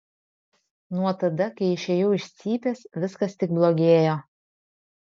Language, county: Lithuanian, Vilnius